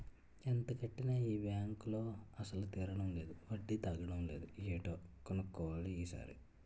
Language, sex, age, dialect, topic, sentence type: Telugu, male, 18-24, Utterandhra, banking, statement